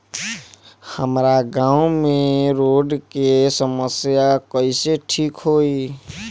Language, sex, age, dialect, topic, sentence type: Bhojpuri, male, 18-24, Northern, banking, question